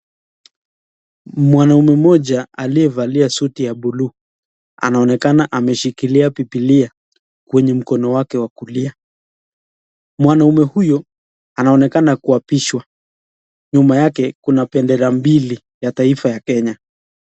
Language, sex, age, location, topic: Swahili, male, 25-35, Nakuru, government